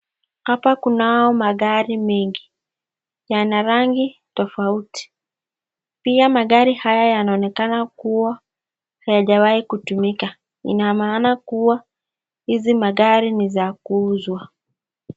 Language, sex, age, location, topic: Swahili, female, 25-35, Nakuru, finance